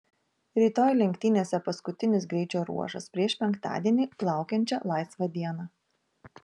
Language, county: Lithuanian, Vilnius